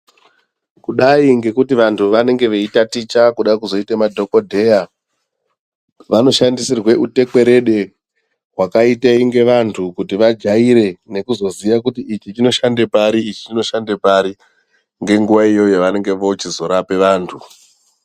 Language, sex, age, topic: Ndau, female, 18-24, health